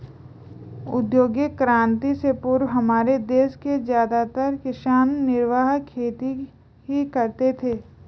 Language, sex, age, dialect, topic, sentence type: Hindi, female, 25-30, Garhwali, agriculture, statement